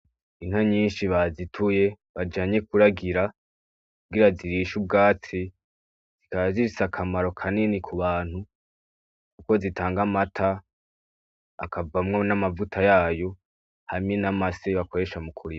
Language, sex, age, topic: Rundi, male, 18-24, agriculture